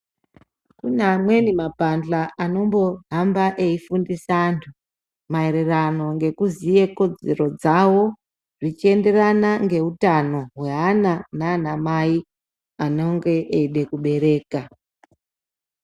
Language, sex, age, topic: Ndau, male, 25-35, health